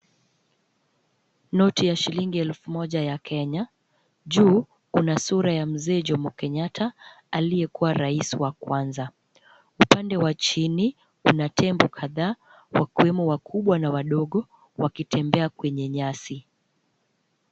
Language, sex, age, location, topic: Swahili, female, 25-35, Kisumu, finance